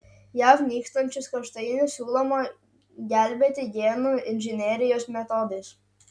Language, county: Lithuanian, Utena